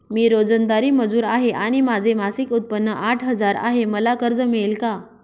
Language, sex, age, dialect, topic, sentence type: Marathi, female, 31-35, Northern Konkan, banking, question